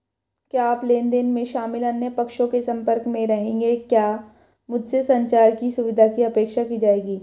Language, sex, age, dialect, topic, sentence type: Hindi, female, 18-24, Hindustani Malvi Khadi Boli, banking, question